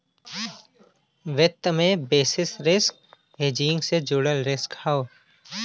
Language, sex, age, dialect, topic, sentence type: Bhojpuri, male, 25-30, Western, banking, statement